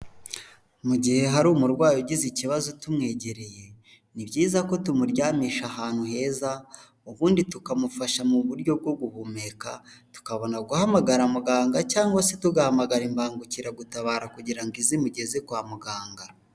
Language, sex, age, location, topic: Kinyarwanda, male, 18-24, Huye, health